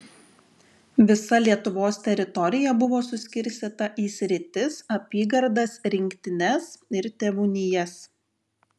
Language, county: Lithuanian, Šiauliai